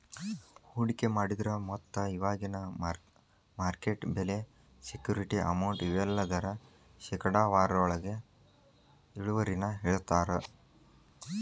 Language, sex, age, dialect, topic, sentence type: Kannada, male, 18-24, Dharwad Kannada, banking, statement